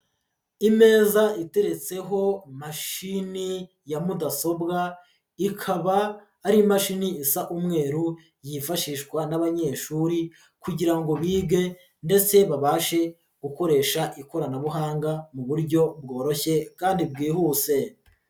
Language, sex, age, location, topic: Kinyarwanda, male, 36-49, Huye, education